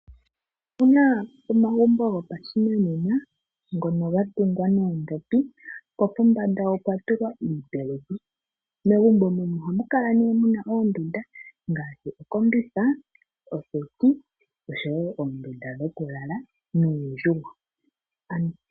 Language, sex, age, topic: Oshiwambo, female, 18-24, agriculture